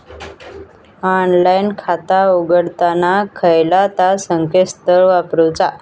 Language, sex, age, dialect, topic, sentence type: Marathi, female, 18-24, Southern Konkan, banking, question